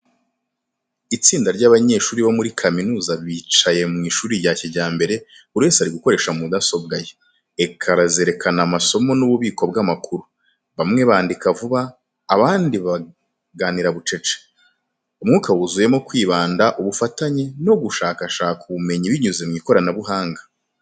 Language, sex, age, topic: Kinyarwanda, male, 25-35, education